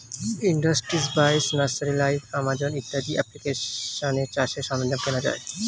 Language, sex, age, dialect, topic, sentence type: Bengali, male, 25-30, Standard Colloquial, agriculture, statement